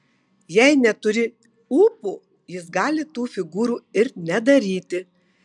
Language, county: Lithuanian, Marijampolė